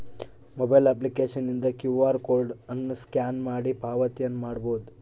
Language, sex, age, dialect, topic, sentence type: Kannada, male, 18-24, Central, banking, statement